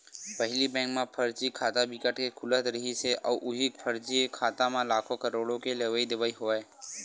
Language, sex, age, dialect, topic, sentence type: Chhattisgarhi, male, 18-24, Western/Budati/Khatahi, banking, statement